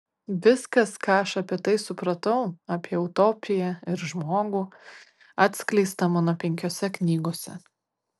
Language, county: Lithuanian, Kaunas